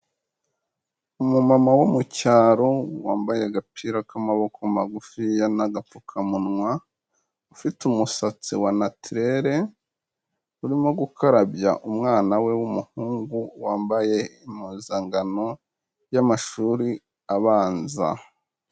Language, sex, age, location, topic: Kinyarwanda, male, 25-35, Kigali, health